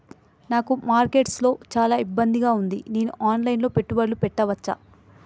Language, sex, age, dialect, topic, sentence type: Telugu, female, 25-30, Telangana, banking, question